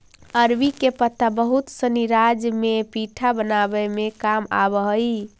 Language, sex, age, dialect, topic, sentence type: Magahi, female, 18-24, Central/Standard, agriculture, statement